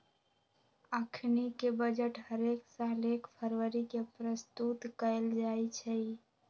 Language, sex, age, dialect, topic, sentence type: Magahi, female, 41-45, Western, banking, statement